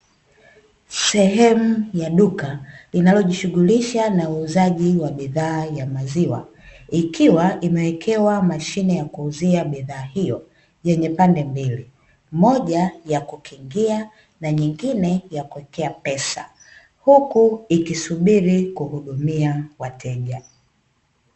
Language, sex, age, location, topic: Swahili, female, 25-35, Dar es Salaam, finance